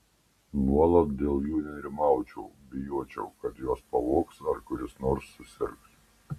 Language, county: Lithuanian, Panevėžys